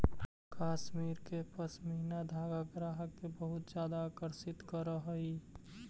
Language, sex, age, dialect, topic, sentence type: Magahi, male, 18-24, Central/Standard, banking, statement